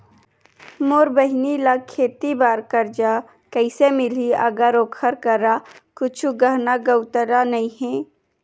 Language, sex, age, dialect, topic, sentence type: Chhattisgarhi, female, 31-35, Western/Budati/Khatahi, agriculture, statement